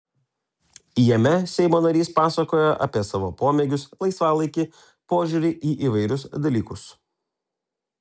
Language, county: Lithuanian, Telšiai